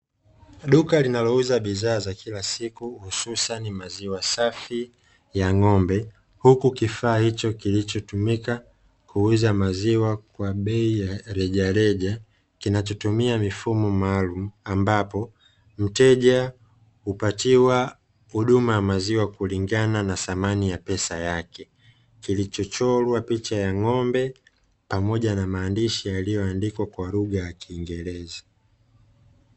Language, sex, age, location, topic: Swahili, male, 25-35, Dar es Salaam, finance